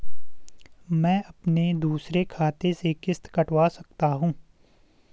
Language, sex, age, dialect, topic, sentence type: Hindi, male, 18-24, Garhwali, banking, question